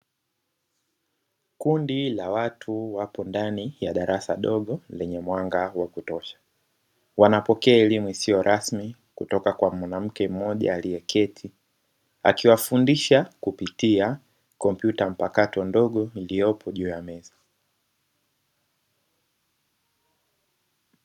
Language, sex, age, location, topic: Swahili, female, 25-35, Dar es Salaam, education